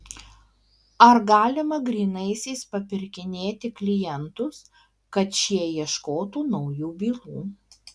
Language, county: Lithuanian, Alytus